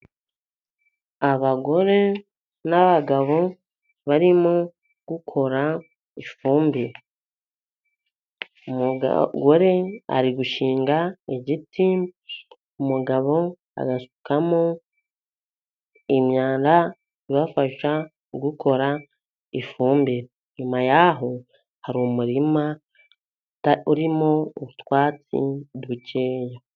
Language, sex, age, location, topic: Kinyarwanda, female, 50+, Musanze, agriculture